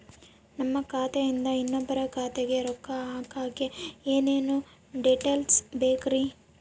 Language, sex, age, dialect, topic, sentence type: Kannada, female, 18-24, Central, banking, question